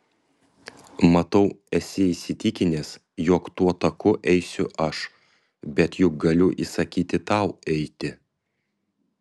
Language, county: Lithuanian, Panevėžys